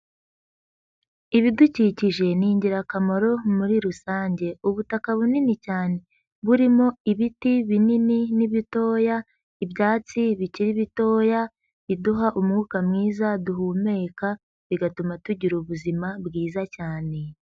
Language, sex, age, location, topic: Kinyarwanda, female, 18-24, Huye, agriculture